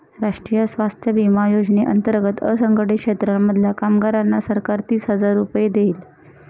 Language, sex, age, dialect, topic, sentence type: Marathi, female, 31-35, Northern Konkan, banking, statement